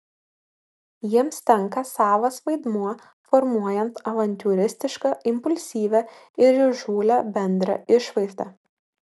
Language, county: Lithuanian, Vilnius